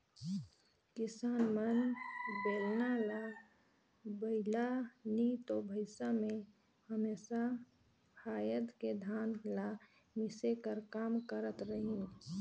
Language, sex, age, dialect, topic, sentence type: Chhattisgarhi, female, 18-24, Northern/Bhandar, agriculture, statement